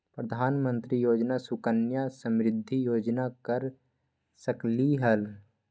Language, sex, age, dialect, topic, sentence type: Magahi, male, 18-24, Western, banking, question